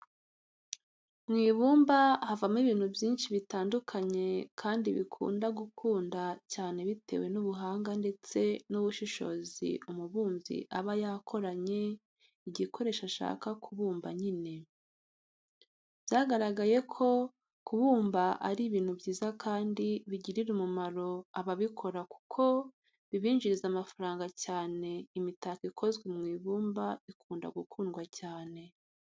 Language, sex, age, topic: Kinyarwanda, female, 36-49, education